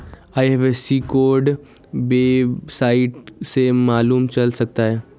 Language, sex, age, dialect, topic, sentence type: Hindi, male, 41-45, Garhwali, banking, statement